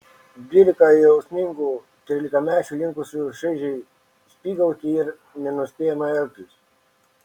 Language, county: Lithuanian, Šiauliai